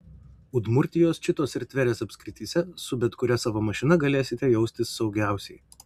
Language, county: Lithuanian, Vilnius